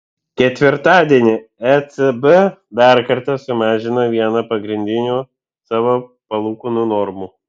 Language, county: Lithuanian, Vilnius